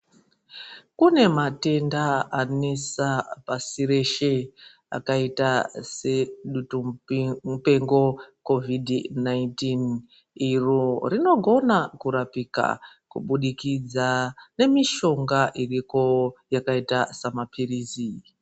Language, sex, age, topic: Ndau, female, 25-35, health